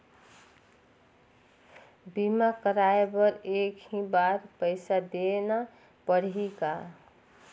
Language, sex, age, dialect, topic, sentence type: Chhattisgarhi, female, 36-40, Northern/Bhandar, banking, question